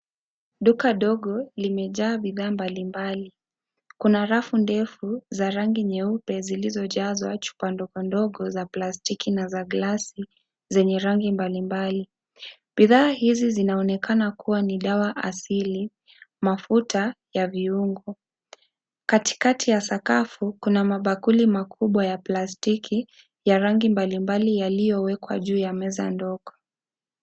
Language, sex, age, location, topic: Swahili, female, 25-35, Kisii, health